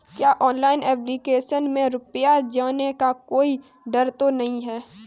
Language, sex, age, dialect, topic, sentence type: Hindi, female, 18-24, Kanauji Braj Bhasha, banking, question